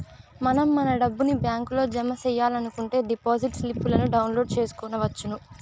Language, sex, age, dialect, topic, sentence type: Telugu, female, 25-30, Southern, banking, statement